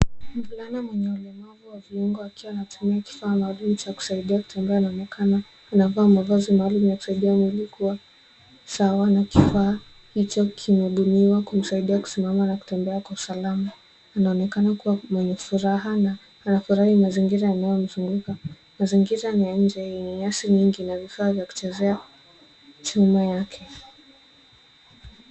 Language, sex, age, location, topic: Swahili, male, 18-24, Nairobi, education